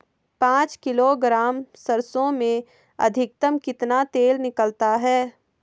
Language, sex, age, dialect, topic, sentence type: Hindi, female, 18-24, Hindustani Malvi Khadi Boli, agriculture, question